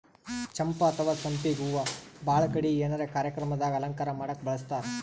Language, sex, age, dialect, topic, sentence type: Kannada, male, 18-24, Northeastern, agriculture, statement